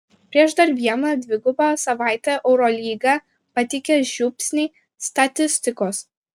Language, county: Lithuanian, Klaipėda